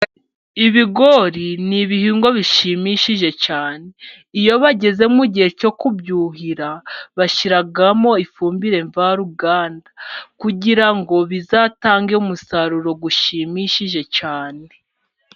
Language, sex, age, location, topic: Kinyarwanda, female, 18-24, Musanze, agriculture